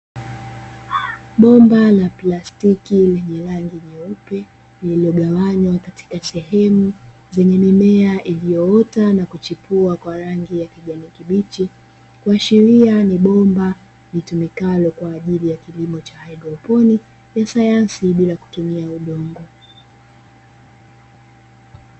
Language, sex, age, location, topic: Swahili, female, 25-35, Dar es Salaam, agriculture